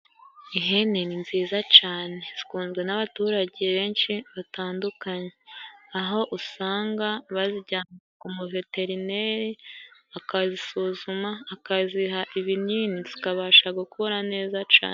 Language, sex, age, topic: Kinyarwanda, male, 18-24, agriculture